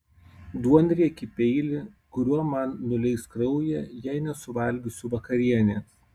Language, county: Lithuanian, Kaunas